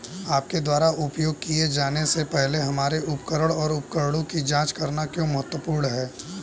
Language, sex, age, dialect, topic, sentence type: Hindi, male, 18-24, Hindustani Malvi Khadi Boli, agriculture, question